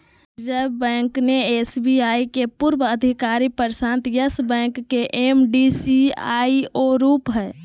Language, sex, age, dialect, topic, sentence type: Magahi, female, 18-24, Southern, banking, statement